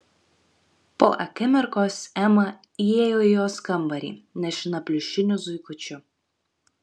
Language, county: Lithuanian, Kaunas